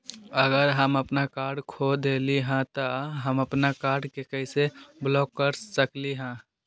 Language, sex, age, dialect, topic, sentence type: Magahi, male, 18-24, Western, banking, question